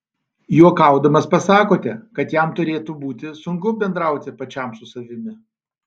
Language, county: Lithuanian, Alytus